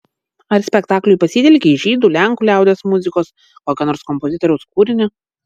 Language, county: Lithuanian, Vilnius